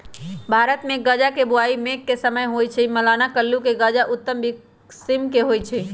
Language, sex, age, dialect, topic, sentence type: Magahi, male, 18-24, Western, agriculture, statement